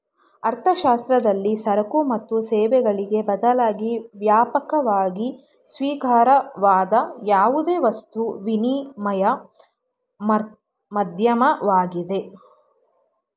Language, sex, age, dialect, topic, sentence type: Kannada, female, 25-30, Mysore Kannada, banking, statement